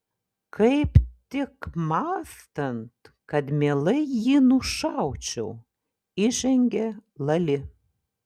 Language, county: Lithuanian, Šiauliai